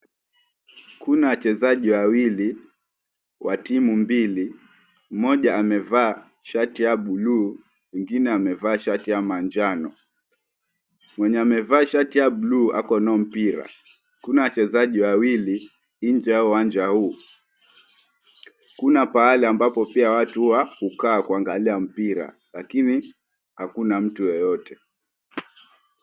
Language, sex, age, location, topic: Swahili, male, 18-24, Mombasa, government